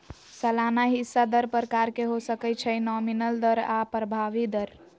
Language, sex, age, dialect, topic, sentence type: Magahi, female, 56-60, Western, banking, statement